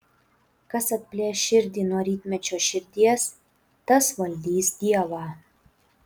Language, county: Lithuanian, Utena